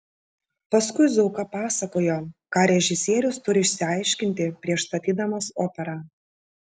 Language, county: Lithuanian, Šiauliai